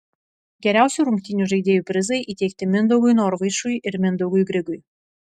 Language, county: Lithuanian, Vilnius